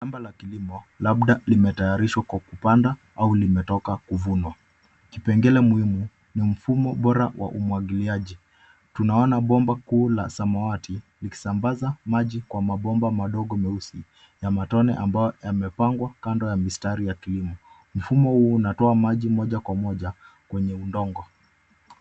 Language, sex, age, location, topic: Swahili, male, 25-35, Nairobi, agriculture